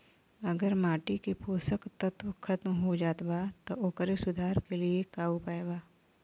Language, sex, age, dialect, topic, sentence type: Bhojpuri, female, 36-40, Western, agriculture, question